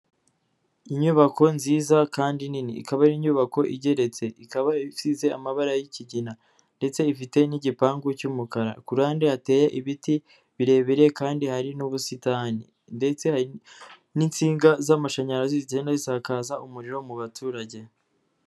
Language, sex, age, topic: Kinyarwanda, male, 25-35, government